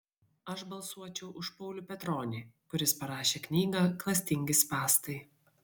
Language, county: Lithuanian, Vilnius